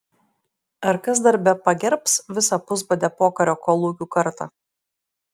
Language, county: Lithuanian, Šiauliai